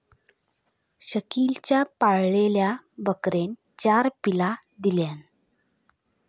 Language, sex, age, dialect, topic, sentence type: Marathi, female, 25-30, Southern Konkan, agriculture, statement